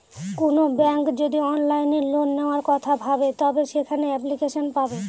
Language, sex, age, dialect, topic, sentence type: Bengali, female, 25-30, Northern/Varendri, banking, statement